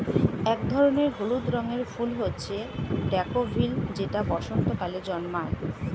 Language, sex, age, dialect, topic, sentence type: Bengali, female, 36-40, Standard Colloquial, agriculture, statement